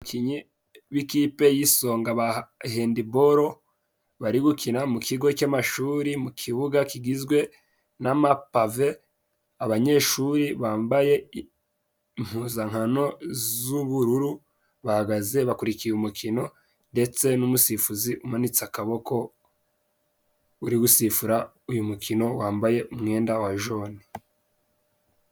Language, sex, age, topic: Kinyarwanda, male, 18-24, government